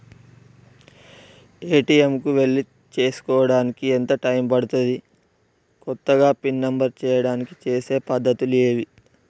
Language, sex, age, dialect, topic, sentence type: Telugu, male, 18-24, Telangana, banking, question